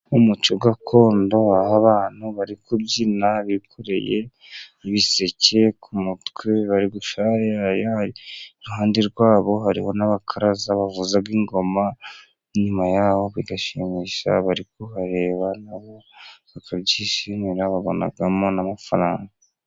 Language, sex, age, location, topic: Kinyarwanda, male, 50+, Musanze, government